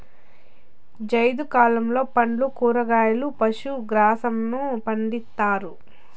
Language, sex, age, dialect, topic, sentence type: Telugu, female, 31-35, Southern, agriculture, statement